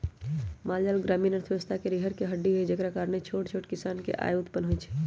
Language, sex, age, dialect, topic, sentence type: Magahi, male, 18-24, Western, agriculture, statement